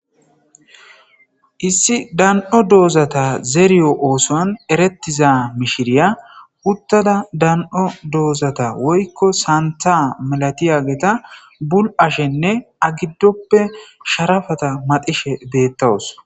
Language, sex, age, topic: Gamo, male, 25-35, agriculture